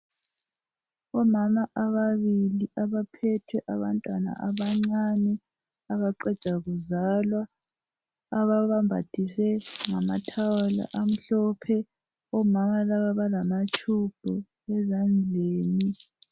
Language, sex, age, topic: North Ndebele, female, 25-35, health